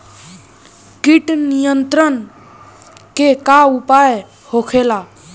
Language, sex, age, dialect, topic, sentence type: Bhojpuri, male, 36-40, Western, agriculture, question